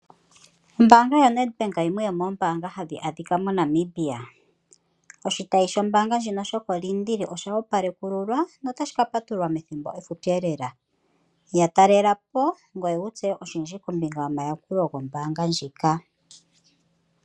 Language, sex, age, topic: Oshiwambo, female, 25-35, finance